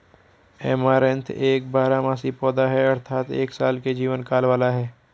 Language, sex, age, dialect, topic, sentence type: Hindi, male, 56-60, Garhwali, agriculture, statement